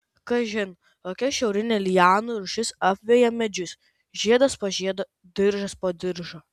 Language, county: Lithuanian, Kaunas